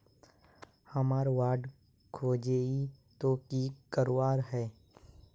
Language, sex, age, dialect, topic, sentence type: Magahi, male, 18-24, Northeastern/Surjapuri, banking, question